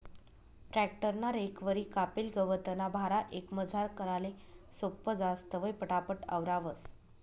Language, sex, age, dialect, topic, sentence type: Marathi, female, 18-24, Northern Konkan, agriculture, statement